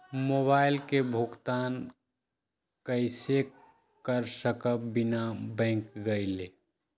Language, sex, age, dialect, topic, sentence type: Magahi, male, 60-100, Western, banking, question